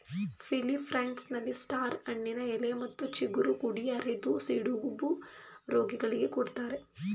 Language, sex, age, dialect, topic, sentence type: Kannada, female, 31-35, Mysore Kannada, agriculture, statement